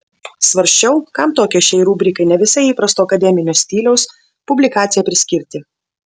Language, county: Lithuanian, Vilnius